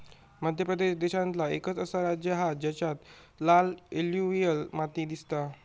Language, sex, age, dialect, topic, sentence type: Marathi, male, 18-24, Southern Konkan, agriculture, statement